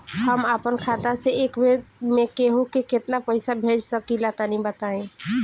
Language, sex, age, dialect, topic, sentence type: Bhojpuri, female, 18-24, Northern, banking, question